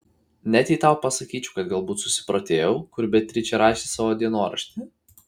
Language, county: Lithuanian, Vilnius